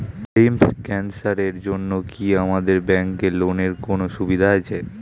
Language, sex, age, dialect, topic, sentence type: Bengali, male, 18-24, Standard Colloquial, banking, question